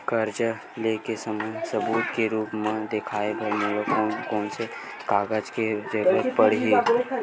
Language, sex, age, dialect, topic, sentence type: Chhattisgarhi, male, 18-24, Western/Budati/Khatahi, banking, statement